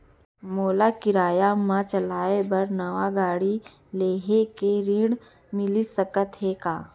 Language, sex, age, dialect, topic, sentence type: Chhattisgarhi, female, 25-30, Central, banking, question